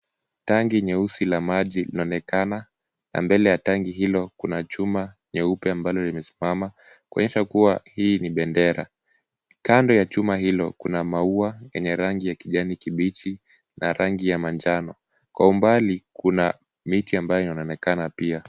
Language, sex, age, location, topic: Swahili, male, 18-24, Kisumu, education